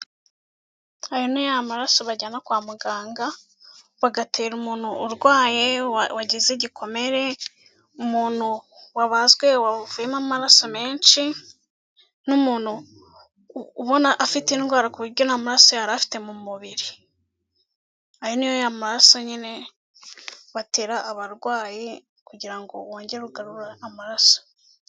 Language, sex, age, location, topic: Kinyarwanda, female, 18-24, Kigali, health